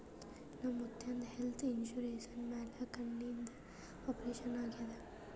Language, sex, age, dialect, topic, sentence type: Kannada, male, 18-24, Northeastern, banking, statement